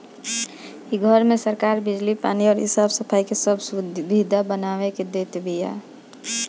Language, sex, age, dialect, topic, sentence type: Bhojpuri, female, 31-35, Northern, agriculture, statement